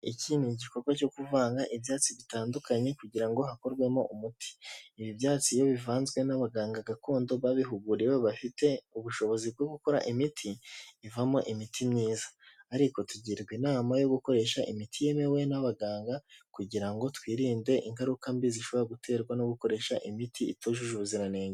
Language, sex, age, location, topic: Kinyarwanda, male, 18-24, Huye, health